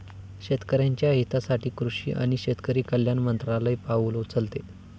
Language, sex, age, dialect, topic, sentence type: Marathi, male, 18-24, Standard Marathi, agriculture, statement